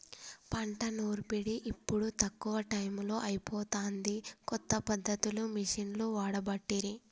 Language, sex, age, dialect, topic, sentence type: Telugu, female, 18-24, Telangana, agriculture, statement